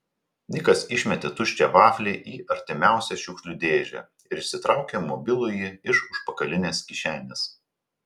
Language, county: Lithuanian, Telšiai